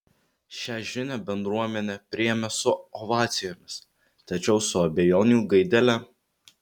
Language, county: Lithuanian, Vilnius